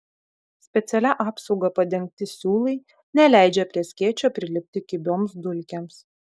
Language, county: Lithuanian, Vilnius